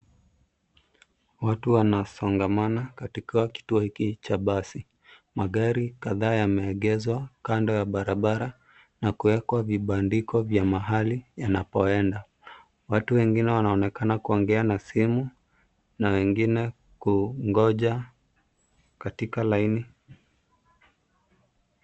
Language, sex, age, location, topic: Swahili, male, 25-35, Nairobi, government